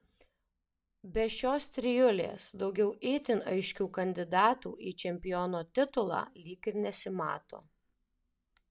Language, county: Lithuanian, Alytus